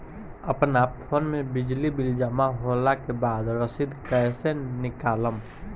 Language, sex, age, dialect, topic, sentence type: Bhojpuri, male, 18-24, Southern / Standard, banking, question